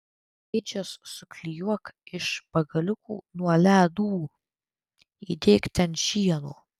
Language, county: Lithuanian, Tauragė